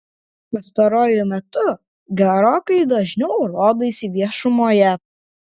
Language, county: Lithuanian, Klaipėda